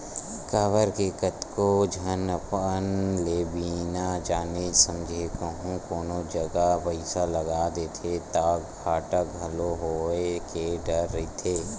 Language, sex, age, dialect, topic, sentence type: Chhattisgarhi, male, 18-24, Western/Budati/Khatahi, banking, statement